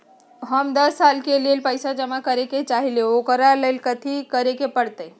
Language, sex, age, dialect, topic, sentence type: Magahi, female, 60-100, Western, banking, question